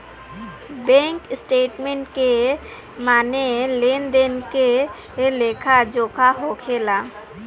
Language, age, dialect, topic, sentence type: Bhojpuri, 18-24, Southern / Standard, banking, statement